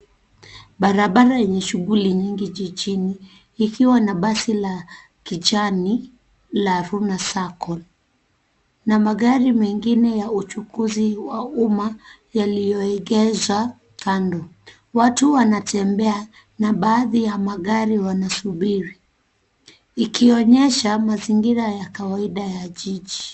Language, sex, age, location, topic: Swahili, female, 36-49, Nairobi, government